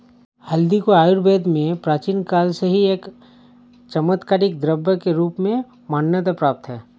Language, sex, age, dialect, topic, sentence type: Hindi, male, 31-35, Awadhi Bundeli, agriculture, statement